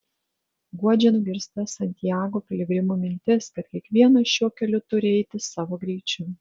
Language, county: Lithuanian, Vilnius